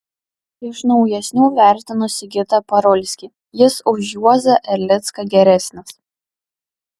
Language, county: Lithuanian, Kaunas